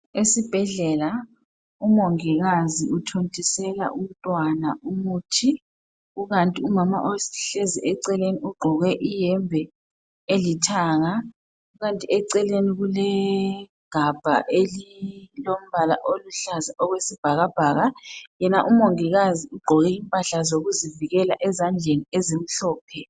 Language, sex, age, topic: North Ndebele, female, 25-35, health